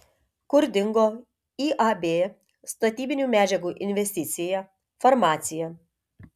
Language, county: Lithuanian, Telšiai